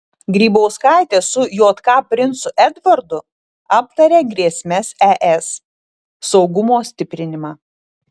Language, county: Lithuanian, Utena